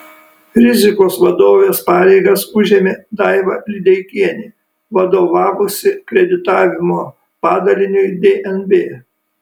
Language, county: Lithuanian, Kaunas